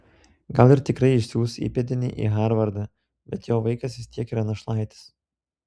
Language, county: Lithuanian, Telšiai